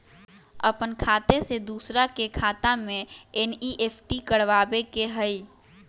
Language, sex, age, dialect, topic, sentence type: Magahi, female, 18-24, Western, banking, question